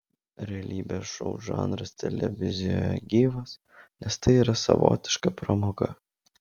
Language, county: Lithuanian, Vilnius